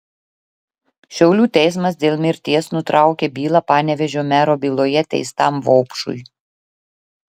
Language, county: Lithuanian, Klaipėda